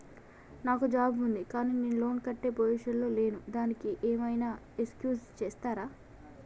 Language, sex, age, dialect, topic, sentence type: Telugu, female, 18-24, Telangana, banking, question